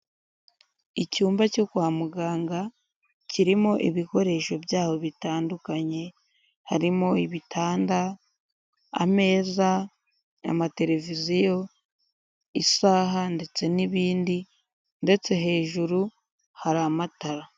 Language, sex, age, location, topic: Kinyarwanda, female, 18-24, Huye, health